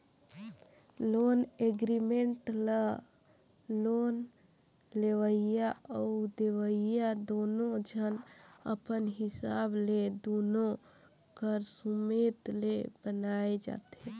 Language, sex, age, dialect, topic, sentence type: Chhattisgarhi, female, 18-24, Northern/Bhandar, banking, statement